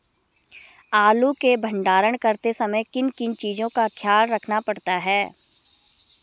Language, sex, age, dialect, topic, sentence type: Hindi, female, 31-35, Garhwali, agriculture, question